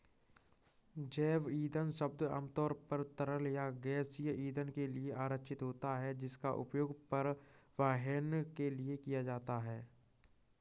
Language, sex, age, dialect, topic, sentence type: Hindi, male, 36-40, Kanauji Braj Bhasha, agriculture, statement